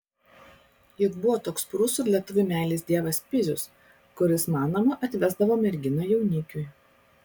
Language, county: Lithuanian, Klaipėda